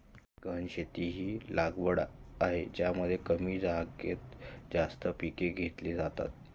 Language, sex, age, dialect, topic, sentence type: Marathi, male, 25-30, Standard Marathi, agriculture, statement